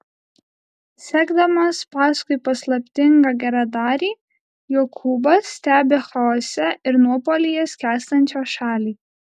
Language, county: Lithuanian, Alytus